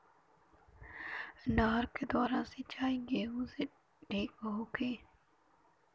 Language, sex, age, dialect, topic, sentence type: Bhojpuri, female, 18-24, Western, agriculture, question